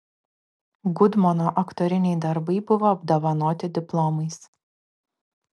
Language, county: Lithuanian, Klaipėda